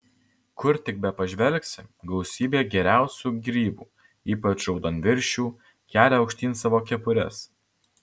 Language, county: Lithuanian, Alytus